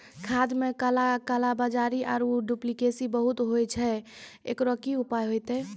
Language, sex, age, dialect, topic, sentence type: Maithili, female, 18-24, Angika, agriculture, question